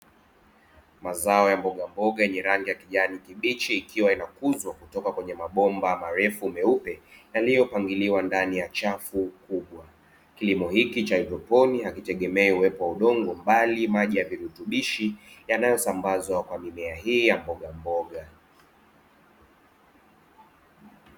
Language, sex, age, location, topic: Swahili, male, 25-35, Dar es Salaam, agriculture